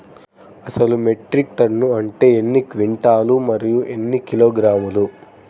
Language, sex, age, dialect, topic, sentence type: Telugu, male, 25-30, Central/Coastal, agriculture, question